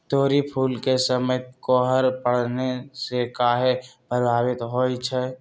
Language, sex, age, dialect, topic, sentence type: Magahi, male, 25-30, Western, agriculture, question